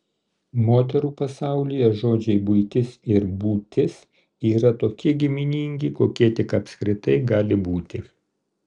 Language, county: Lithuanian, Kaunas